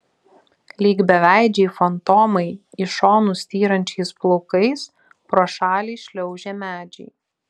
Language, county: Lithuanian, Vilnius